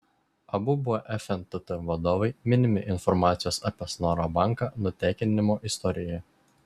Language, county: Lithuanian, Šiauliai